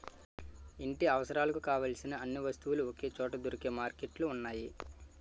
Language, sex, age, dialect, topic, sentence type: Telugu, male, 25-30, Utterandhra, agriculture, statement